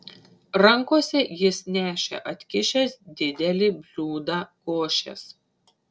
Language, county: Lithuanian, Šiauliai